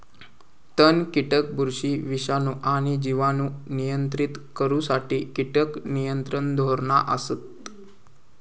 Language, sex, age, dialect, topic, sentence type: Marathi, male, 18-24, Southern Konkan, agriculture, statement